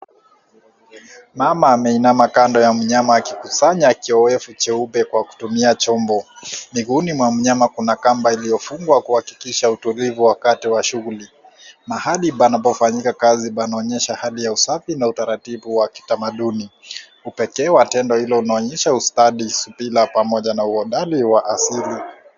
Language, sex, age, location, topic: Swahili, male, 18-24, Kisii, agriculture